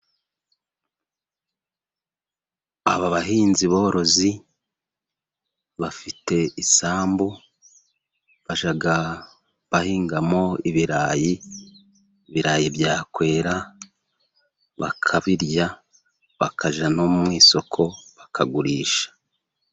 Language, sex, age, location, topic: Kinyarwanda, male, 36-49, Musanze, agriculture